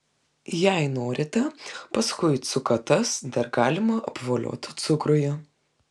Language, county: Lithuanian, Kaunas